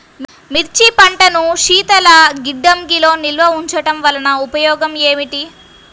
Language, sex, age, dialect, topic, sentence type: Telugu, female, 51-55, Central/Coastal, agriculture, question